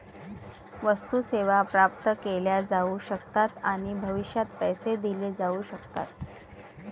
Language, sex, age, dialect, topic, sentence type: Marathi, female, 36-40, Varhadi, banking, statement